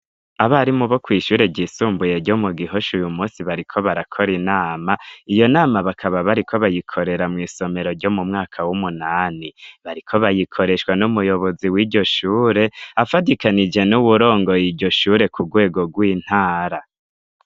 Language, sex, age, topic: Rundi, male, 25-35, education